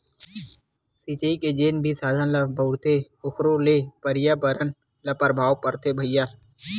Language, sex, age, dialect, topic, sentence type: Chhattisgarhi, male, 60-100, Western/Budati/Khatahi, agriculture, statement